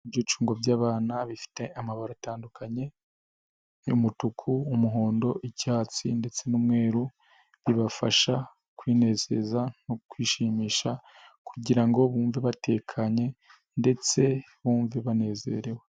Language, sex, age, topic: Kinyarwanda, male, 25-35, education